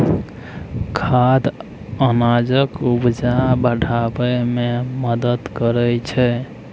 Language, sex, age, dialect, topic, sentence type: Maithili, male, 18-24, Bajjika, agriculture, statement